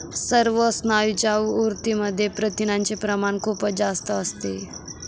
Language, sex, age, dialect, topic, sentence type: Marathi, female, 18-24, Northern Konkan, agriculture, statement